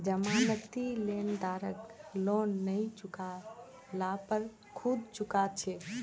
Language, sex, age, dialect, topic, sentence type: Magahi, female, 25-30, Northeastern/Surjapuri, banking, statement